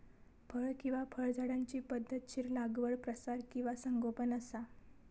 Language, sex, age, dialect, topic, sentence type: Marathi, female, 18-24, Southern Konkan, agriculture, statement